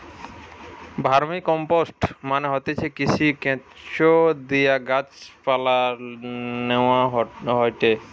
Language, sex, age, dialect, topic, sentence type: Bengali, male, 18-24, Western, agriculture, statement